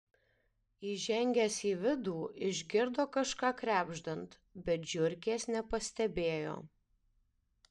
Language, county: Lithuanian, Alytus